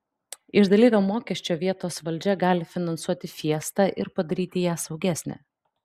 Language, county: Lithuanian, Vilnius